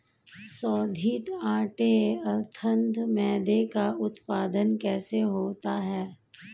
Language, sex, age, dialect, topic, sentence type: Hindi, female, 41-45, Hindustani Malvi Khadi Boli, agriculture, statement